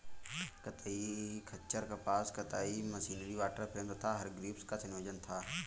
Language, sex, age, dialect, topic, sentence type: Hindi, male, 18-24, Kanauji Braj Bhasha, agriculture, statement